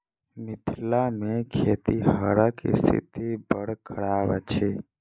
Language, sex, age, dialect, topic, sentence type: Maithili, female, 25-30, Southern/Standard, agriculture, statement